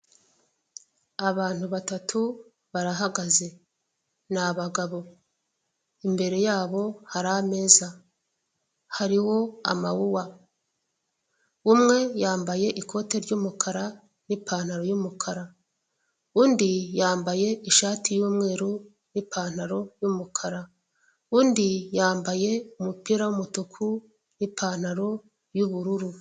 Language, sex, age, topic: Kinyarwanda, female, 36-49, finance